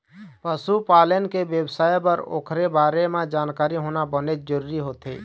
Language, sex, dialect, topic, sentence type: Chhattisgarhi, male, Eastern, agriculture, statement